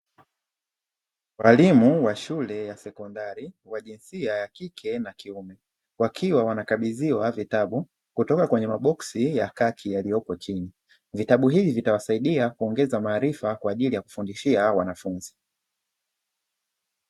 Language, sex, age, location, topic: Swahili, male, 25-35, Dar es Salaam, education